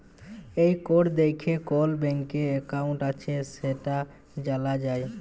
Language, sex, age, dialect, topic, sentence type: Bengali, male, 18-24, Jharkhandi, banking, statement